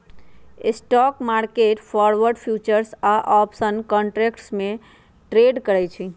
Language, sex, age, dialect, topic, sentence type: Magahi, female, 46-50, Western, banking, statement